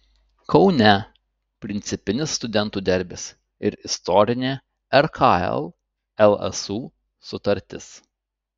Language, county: Lithuanian, Utena